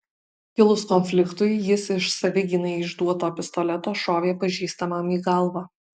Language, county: Lithuanian, Alytus